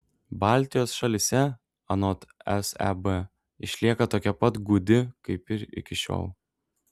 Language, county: Lithuanian, Šiauliai